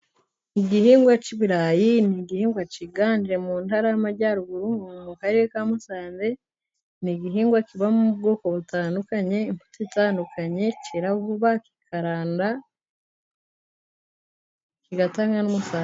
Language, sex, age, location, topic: Kinyarwanda, female, 18-24, Musanze, agriculture